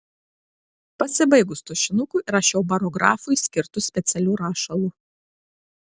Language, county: Lithuanian, Klaipėda